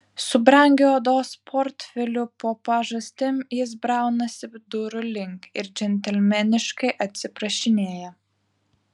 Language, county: Lithuanian, Vilnius